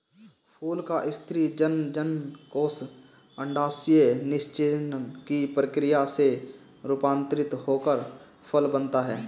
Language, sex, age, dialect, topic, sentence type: Hindi, male, 18-24, Marwari Dhudhari, agriculture, statement